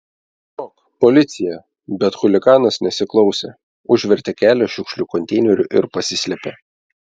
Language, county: Lithuanian, Telšiai